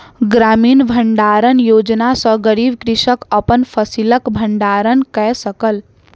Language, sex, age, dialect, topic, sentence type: Maithili, female, 60-100, Southern/Standard, agriculture, statement